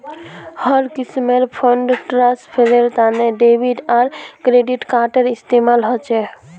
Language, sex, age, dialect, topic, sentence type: Magahi, female, 18-24, Northeastern/Surjapuri, banking, statement